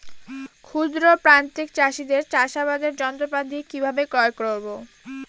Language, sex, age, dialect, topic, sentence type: Bengali, female, 18-24, Northern/Varendri, agriculture, question